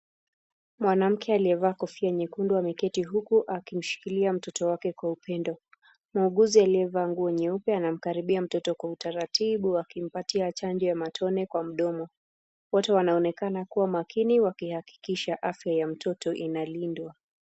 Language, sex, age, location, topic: Swahili, female, 18-24, Nakuru, health